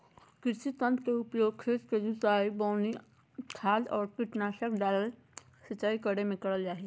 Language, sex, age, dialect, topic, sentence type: Magahi, female, 31-35, Southern, agriculture, statement